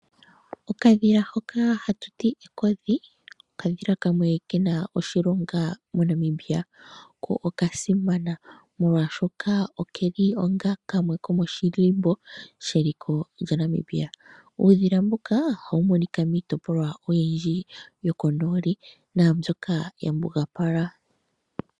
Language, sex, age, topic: Oshiwambo, female, 25-35, agriculture